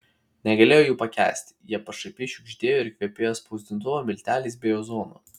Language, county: Lithuanian, Vilnius